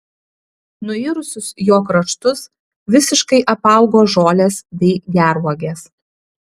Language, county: Lithuanian, Utena